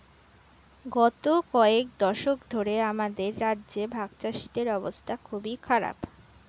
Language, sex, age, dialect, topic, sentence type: Bengali, female, 18-24, Standard Colloquial, agriculture, statement